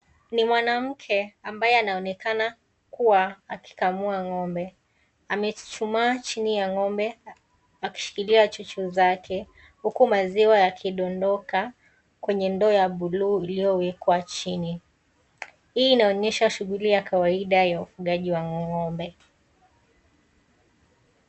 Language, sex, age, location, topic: Swahili, female, 18-24, Kisii, agriculture